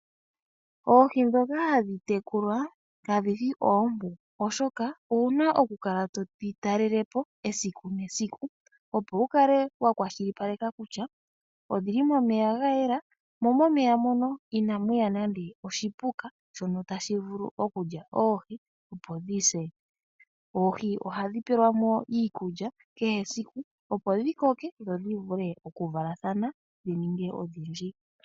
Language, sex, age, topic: Oshiwambo, male, 18-24, agriculture